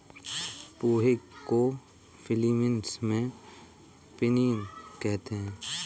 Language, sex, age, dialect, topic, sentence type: Hindi, male, 18-24, Kanauji Braj Bhasha, agriculture, statement